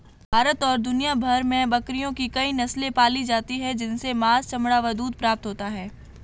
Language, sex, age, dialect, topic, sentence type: Hindi, female, 18-24, Marwari Dhudhari, agriculture, statement